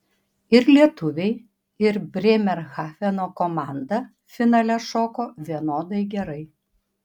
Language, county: Lithuanian, Panevėžys